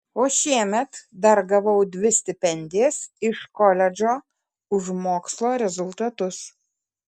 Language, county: Lithuanian, Kaunas